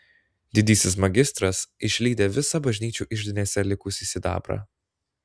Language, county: Lithuanian, Klaipėda